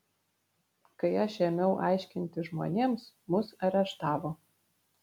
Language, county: Lithuanian, Vilnius